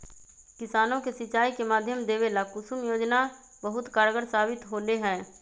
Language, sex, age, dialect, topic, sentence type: Magahi, male, 25-30, Western, agriculture, statement